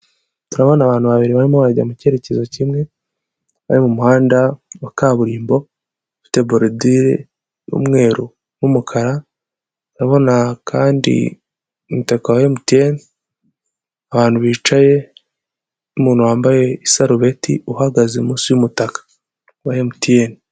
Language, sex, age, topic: Kinyarwanda, male, 18-24, government